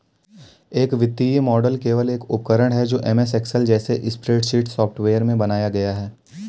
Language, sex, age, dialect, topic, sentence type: Hindi, male, 18-24, Kanauji Braj Bhasha, banking, statement